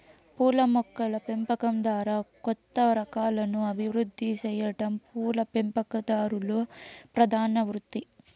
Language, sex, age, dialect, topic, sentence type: Telugu, female, 18-24, Southern, agriculture, statement